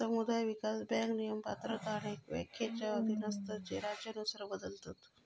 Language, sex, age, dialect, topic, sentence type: Marathi, female, 36-40, Southern Konkan, banking, statement